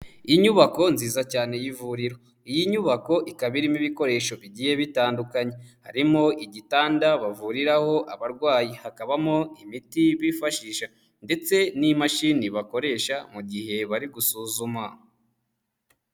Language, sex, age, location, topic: Kinyarwanda, male, 18-24, Huye, health